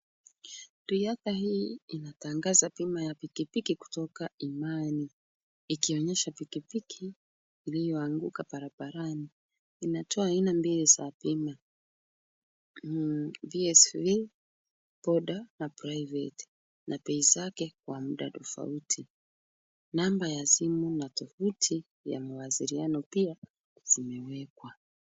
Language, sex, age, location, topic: Swahili, female, 36-49, Kisumu, finance